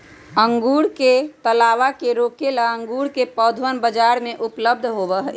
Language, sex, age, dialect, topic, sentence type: Magahi, female, 25-30, Western, agriculture, statement